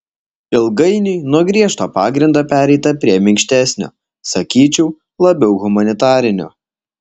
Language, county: Lithuanian, Alytus